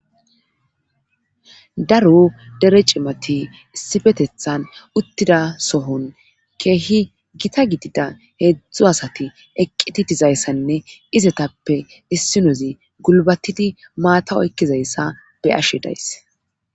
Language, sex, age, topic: Gamo, female, 25-35, government